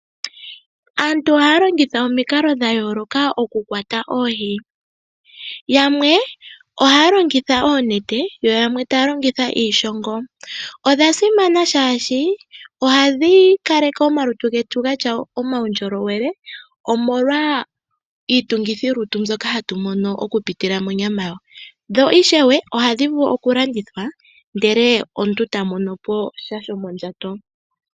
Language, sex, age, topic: Oshiwambo, female, 18-24, agriculture